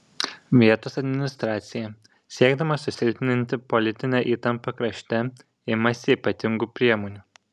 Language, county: Lithuanian, Šiauliai